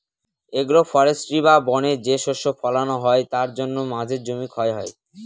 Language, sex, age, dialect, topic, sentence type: Bengali, male, <18, Northern/Varendri, agriculture, statement